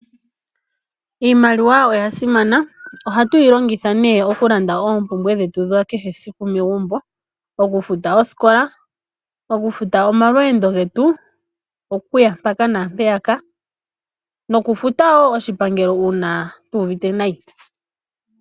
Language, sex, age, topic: Oshiwambo, female, 25-35, finance